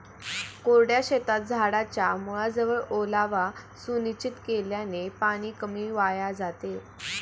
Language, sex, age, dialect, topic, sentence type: Marathi, female, 18-24, Standard Marathi, agriculture, statement